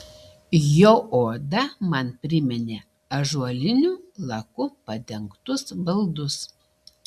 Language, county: Lithuanian, Šiauliai